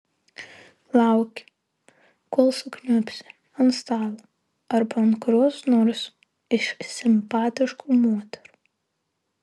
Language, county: Lithuanian, Marijampolė